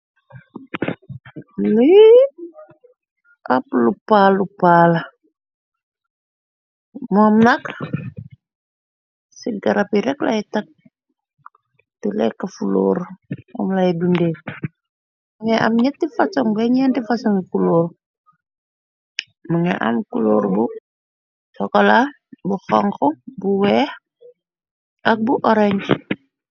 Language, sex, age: Wolof, female, 18-24